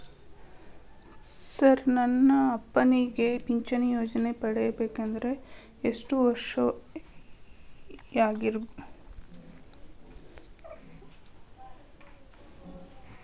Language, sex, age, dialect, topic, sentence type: Kannada, female, 31-35, Dharwad Kannada, banking, question